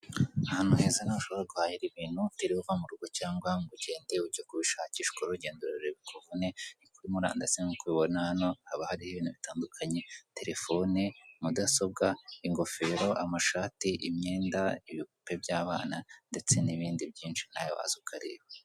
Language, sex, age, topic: Kinyarwanda, female, 25-35, finance